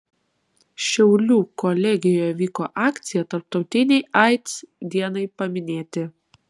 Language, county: Lithuanian, Kaunas